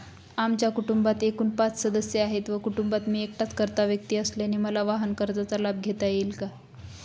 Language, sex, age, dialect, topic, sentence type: Marathi, female, 25-30, Northern Konkan, banking, question